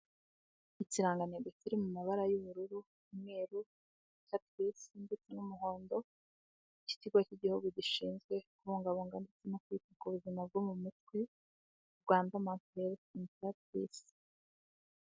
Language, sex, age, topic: Kinyarwanda, female, 18-24, health